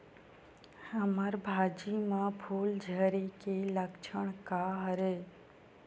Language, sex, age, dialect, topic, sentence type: Chhattisgarhi, female, 25-30, Western/Budati/Khatahi, agriculture, question